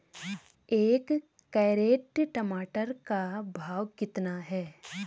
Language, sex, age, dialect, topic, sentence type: Hindi, female, 25-30, Garhwali, agriculture, question